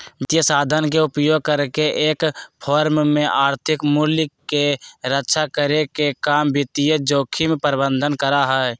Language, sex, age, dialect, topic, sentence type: Magahi, male, 18-24, Western, banking, statement